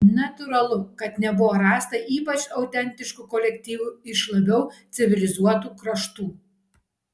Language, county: Lithuanian, Kaunas